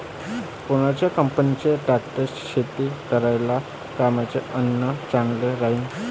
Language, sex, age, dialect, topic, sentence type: Marathi, male, 18-24, Varhadi, agriculture, question